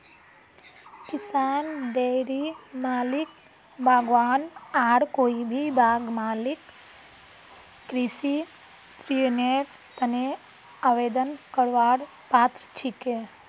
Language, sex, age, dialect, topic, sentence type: Magahi, female, 25-30, Northeastern/Surjapuri, agriculture, statement